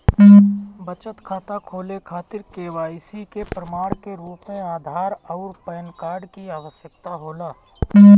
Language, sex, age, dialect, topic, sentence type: Bhojpuri, male, 31-35, Northern, banking, statement